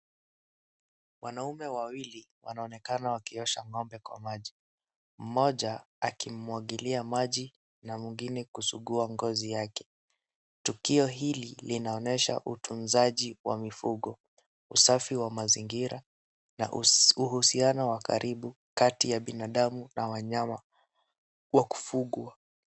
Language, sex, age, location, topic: Swahili, male, 18-24, Wajir, agriculture